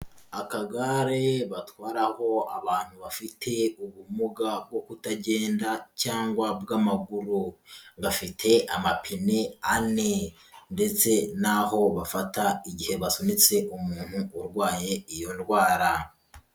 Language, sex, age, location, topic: Kinyarwanda, female, 25-35, Huye, health